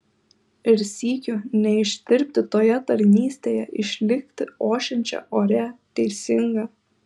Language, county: Lithuanian, Kaunas